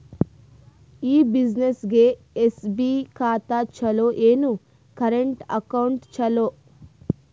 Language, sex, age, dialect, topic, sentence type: Kannada, female, 18-24, Northeastern, banking, question